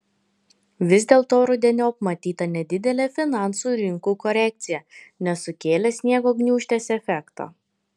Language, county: Lithuanian, Panevėžys